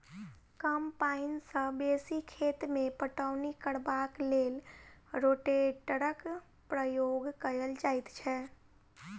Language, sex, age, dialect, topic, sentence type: Maithili, female, 18-24, Southern/Standard, agriculture, statement